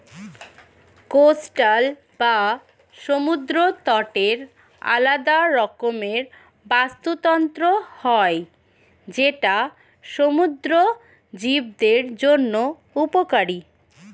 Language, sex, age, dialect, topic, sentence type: Bengali, female, 25-30, Standard Colloquial, agriculture, statement